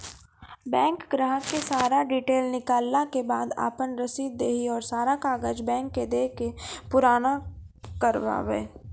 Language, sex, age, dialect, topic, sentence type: Maithili, female, 31-35, Angika, banking, question